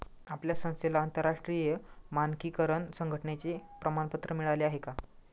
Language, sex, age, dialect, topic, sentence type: Marathi, male, 25-30, Standard Marathi, banking, statement